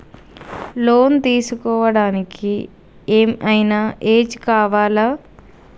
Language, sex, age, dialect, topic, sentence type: Telugu, female, 25-30, Telangana, banking, question